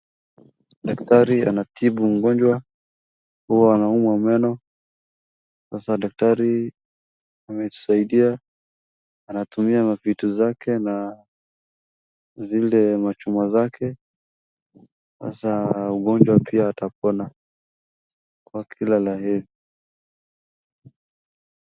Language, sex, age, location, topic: Swahili, male, 18-24, Wajir, health